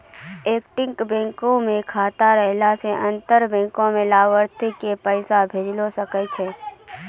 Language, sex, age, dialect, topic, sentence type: Maithili, female, 18-24, Angika, banking, statement